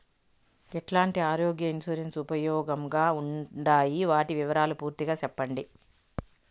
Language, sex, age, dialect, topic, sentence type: Telugu, female, 51-55, Southern, banking, question